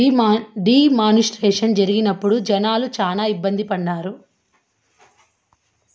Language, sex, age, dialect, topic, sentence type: Telugu, female, 25-30, Southern, banking, statement